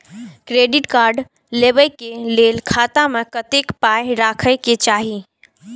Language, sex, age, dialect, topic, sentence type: Maithili, female, 18-24, Eastern / Thethi, banking, question